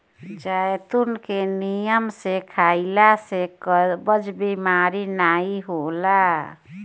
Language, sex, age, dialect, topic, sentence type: Bhojpuri, female, 51-55, Northern, agriculture, statement